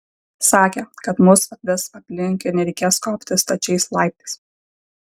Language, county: Lithuanian, Vilnius